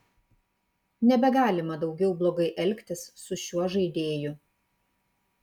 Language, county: Lithuanian, Kaunas